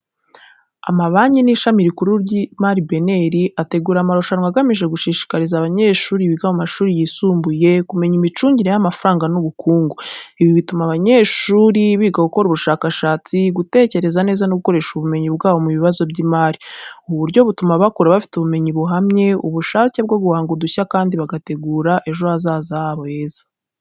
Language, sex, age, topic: Kinyarwanda, female, 18-24, education